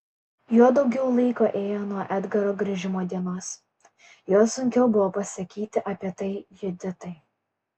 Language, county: Lithuanian, Kaunas